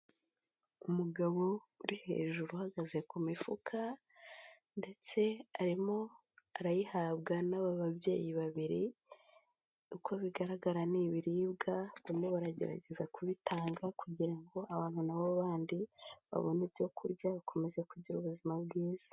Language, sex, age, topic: Kinyarwanda, female, 18-24, health